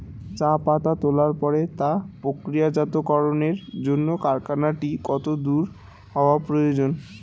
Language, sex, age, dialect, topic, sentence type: Bengali, male, 18-24, Standard Colloquial, agriculture, question